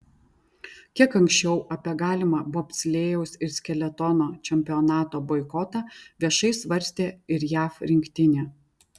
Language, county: Lithuanian, Vilnius